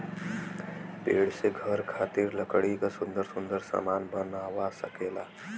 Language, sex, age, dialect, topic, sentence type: Bhojpuri, male, 18-24, Western, agriculture, statement